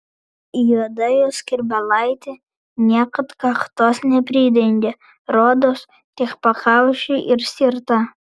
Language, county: Lithuanian, Vilnius